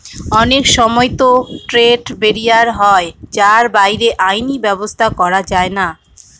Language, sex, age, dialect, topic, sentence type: Bengali, female, 25-30, Northern/Varendri, banking, statement